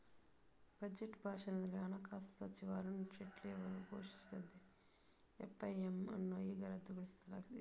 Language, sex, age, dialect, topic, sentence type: Kannada, female, 41-45, Coastal/Dakshin, banking, statement